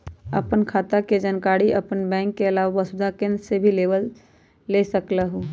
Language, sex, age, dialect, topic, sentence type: Magahi, female, 31-35, Western, banking, question